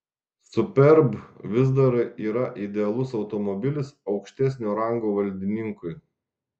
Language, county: Lithuanian, Šiauliai